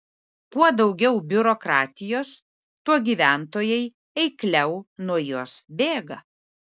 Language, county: Lithuanian, Vilnius